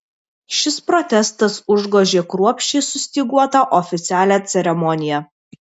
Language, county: Lithuanian, Vilnius